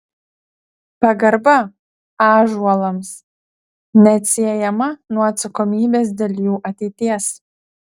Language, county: Lithuanian, Utena